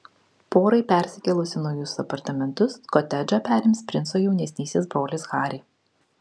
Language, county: Lithuanian, Kaunas